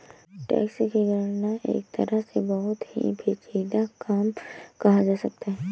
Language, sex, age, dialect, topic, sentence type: Hindi, female, 18-24, Awadhi Bundeli, banking, statement